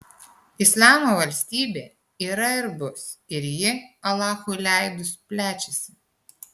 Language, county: Lithuanian, Kaunas